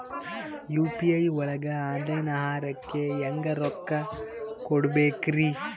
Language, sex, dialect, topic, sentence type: Kannada, male, Northeastern, banking, question